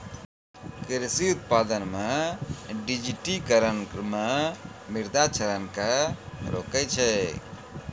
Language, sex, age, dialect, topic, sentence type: Maithili, male, 41-45, Angika, agriculture, statement